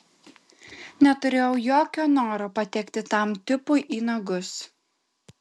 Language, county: Lithuanian, Kaunas